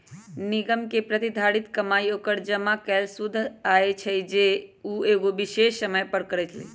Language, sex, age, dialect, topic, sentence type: Magahi, female, 25-30, Western, banking, statement